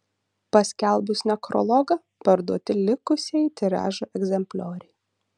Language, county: Lithuanian, Utena